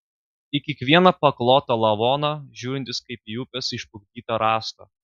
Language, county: Lithuanian, Klaipėda